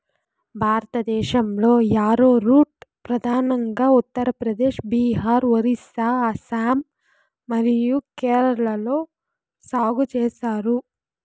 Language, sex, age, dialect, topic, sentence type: Telugu, female, 25-30, Southern, agriculture, statement